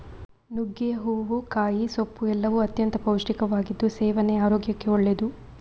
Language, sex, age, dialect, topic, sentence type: Kannada, female, 25-30, Coastal/Dakshin, agriculture, statement